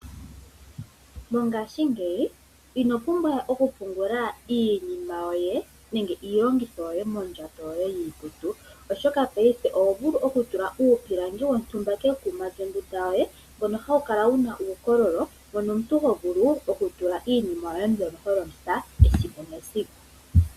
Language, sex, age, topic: Oshiwambo, female, 18-24, finance